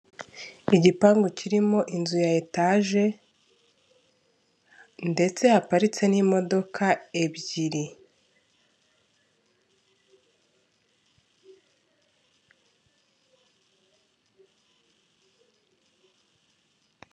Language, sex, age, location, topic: Kinyarwanda, female, 25-35, Kigali, government